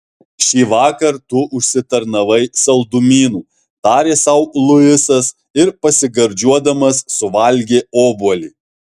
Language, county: Lithuanian, Alytus